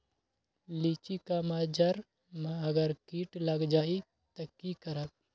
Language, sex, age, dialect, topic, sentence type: Magahi, male, 25-30, Western, agriculture, question